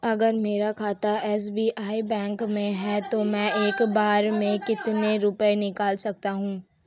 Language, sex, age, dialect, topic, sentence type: Hindi, female, 18-24, Marwari Dhudhari, banking, question